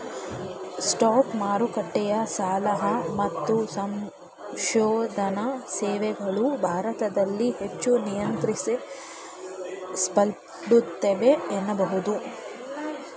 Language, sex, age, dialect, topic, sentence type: Kannada, female, 25-30, Mysore Kannada, banking, statement